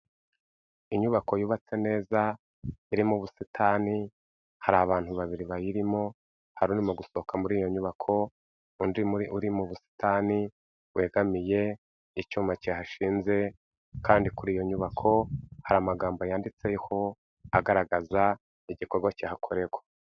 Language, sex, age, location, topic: Kinyarwanda, male, 36-49, Kigali, health